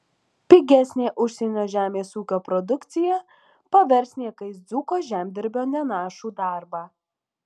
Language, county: Lithuanian, Alytus